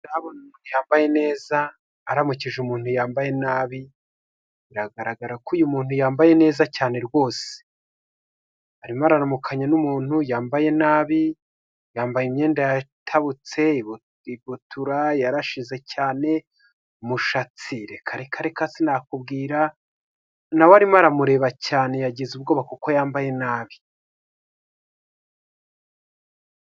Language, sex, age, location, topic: Kinyarwanda, male, 25-35, Huye, health